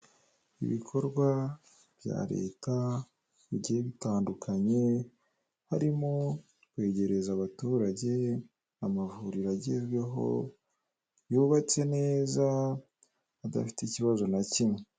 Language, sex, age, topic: Kinyarwanda, male, 18-24, government